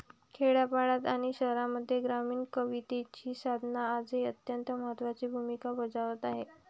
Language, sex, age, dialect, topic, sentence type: Marathi, female, 18-24, Varhadi, agriculture, statement